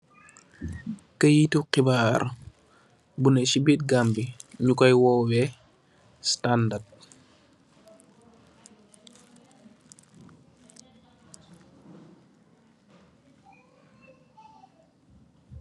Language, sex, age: Wolof, male, 25-35